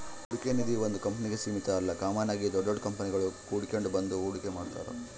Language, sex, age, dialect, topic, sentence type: Kannada, male, 31-35, Central, banking, statement